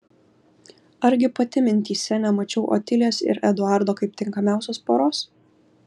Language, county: Lithuanian, Kaunas